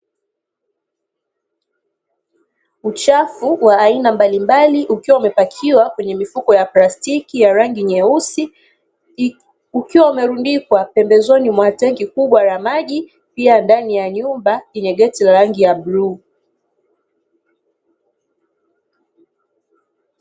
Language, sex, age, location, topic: Swahili, female, 18-24, Dar es Salaam, government